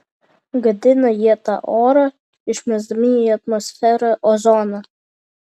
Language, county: Lithuanian, Vilnius